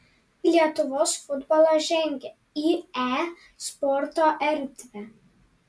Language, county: Lithuanian, Panevėžys